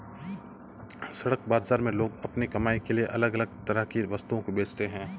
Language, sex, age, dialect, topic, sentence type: Hindi, male, 25-30, Marwari Dhudhari, agriculture, statement